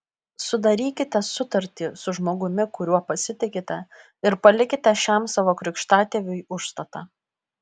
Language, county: Lithuanian, Kaunas